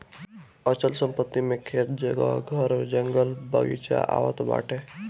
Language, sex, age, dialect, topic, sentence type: Bhojpuri, male, 18-24, Northern, banking, statement